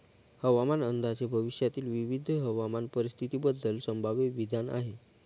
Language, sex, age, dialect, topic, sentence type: Marathi, male, 31-35, Northern Konkan, agriculture, statement